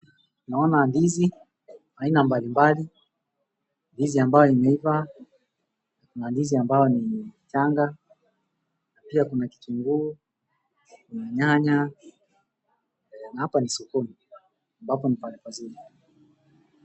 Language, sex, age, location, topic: Swahili, male, 25-35, Wajir, agriculture